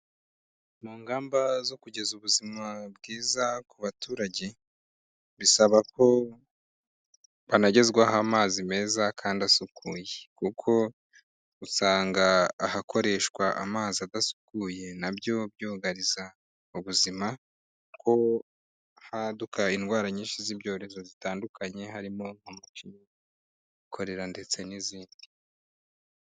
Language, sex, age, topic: Kinyarwanda, male, 25-35, health